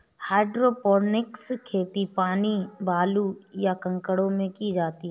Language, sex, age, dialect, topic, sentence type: Hindi, female, 31-35, Awadhi Bundeli, agriculture, statement